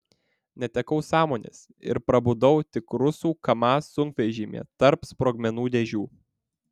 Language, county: Lithuanian, Vilnius